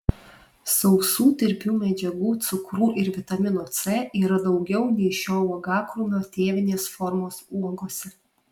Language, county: Lithuanian, Alytus